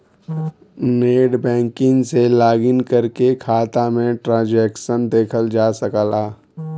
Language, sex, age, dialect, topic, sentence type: Bhojpuri, male, 36-40, Western, banking, statement